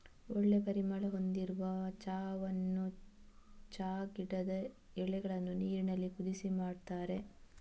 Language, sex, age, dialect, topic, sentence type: Kannada, female, 18-24, Coastal/Dakshin, agriculture, statement